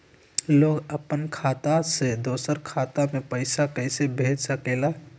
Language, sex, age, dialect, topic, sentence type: Magahi, male, 60-100, Western, banking, question